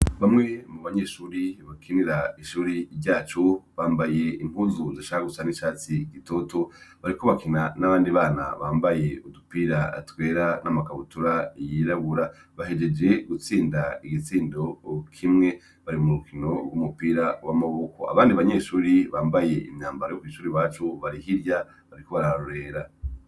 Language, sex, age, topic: Rundi, male, 25-35, education